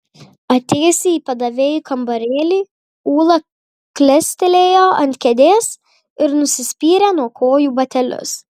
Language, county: Lithuanian, Kaunas